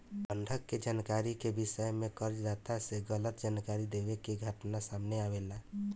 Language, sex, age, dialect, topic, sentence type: Bhojpuri, male, 25-30, Southern / Standard, banking, statement